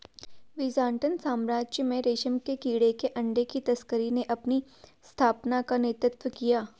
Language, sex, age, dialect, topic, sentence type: Hindi, female, 18-24, Garhwali, agriculture, statement